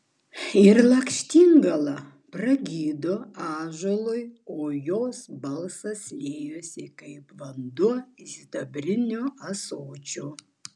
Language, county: Lithuanian, Vilnius